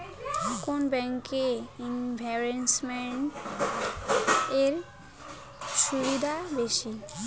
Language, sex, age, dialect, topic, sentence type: Bengali, female, 18-24, Rajbangshi, banking, question